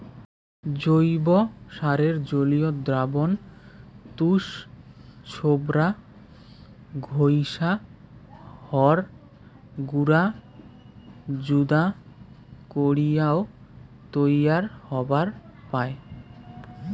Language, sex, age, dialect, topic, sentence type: Bengali, male, 18-24, Rajbangshi, agriculture, statement